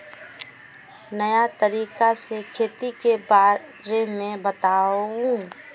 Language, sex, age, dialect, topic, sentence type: Magahi, female, 25-30, Northeastern/Surjapuri, agriculture, question